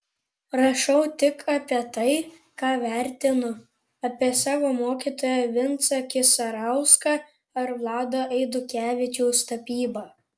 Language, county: Lithuanian, Panevėžys